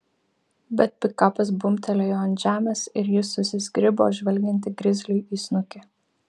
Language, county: Lithuanian, Vilnius